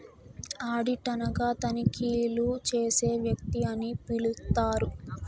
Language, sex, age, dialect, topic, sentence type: Telugu, female, 18-24, Southern, banking, statement